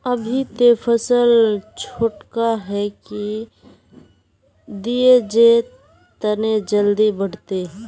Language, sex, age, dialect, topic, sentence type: Magahi, male, 25-30, Northeastern/Surjapuri, agriculture, question